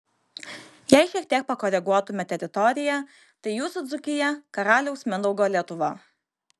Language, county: Lithuanian, Kaunas